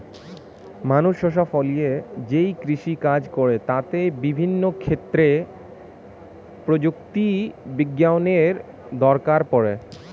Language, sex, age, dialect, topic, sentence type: Bengali, male, 18-24, Standard Colloquial, agriculture, statement